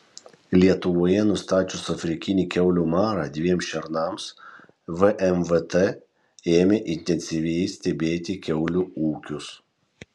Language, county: Lithuanian, Kaunas